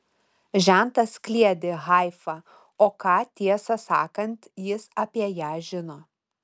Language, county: Lithuanian, Utena